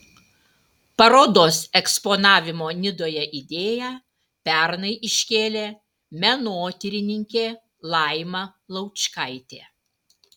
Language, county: Lithuanian, Utena